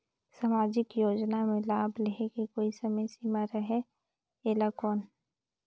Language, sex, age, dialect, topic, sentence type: Chhattisgarhi, female, 56-60, Northern/Bhandar, banking, question